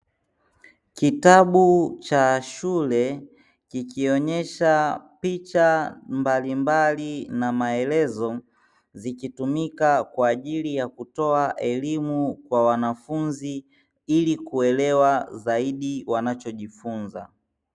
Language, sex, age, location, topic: Swahili, male, 18-24, Dar es Salaam, education